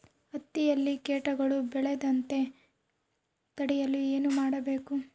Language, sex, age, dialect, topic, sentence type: Kannada, female, 18-24, Central, agriculture, question